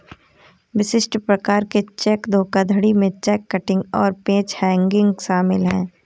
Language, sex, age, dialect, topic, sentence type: Hindi, female, 18-24, Awadhi Bundeli, banking, statement